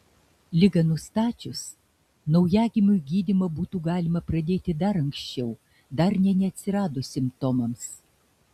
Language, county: Lithuanian, Šiauliai